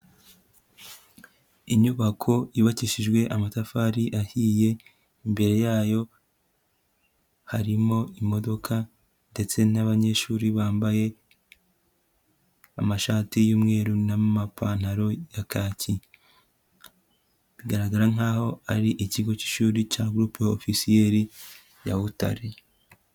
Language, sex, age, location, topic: Kinyarwanda, male, 18-24, Kigali, education